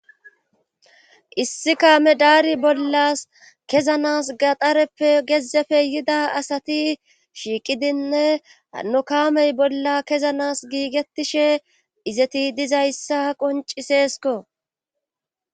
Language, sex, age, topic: Gamo, female, 25-35, government